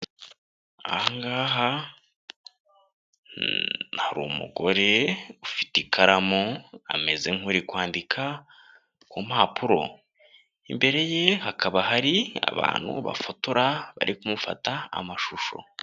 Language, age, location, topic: Kinyarwanda, 18-24, Kigali, government